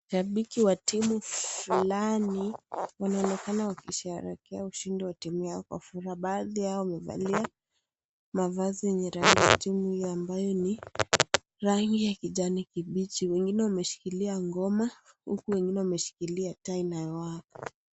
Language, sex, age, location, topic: Swahili, female, 18-24, Kisii, government